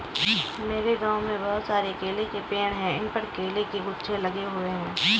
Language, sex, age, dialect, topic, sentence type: Hindi, female, 25-30, Kanauji Braj Bhasha, agriculture, statement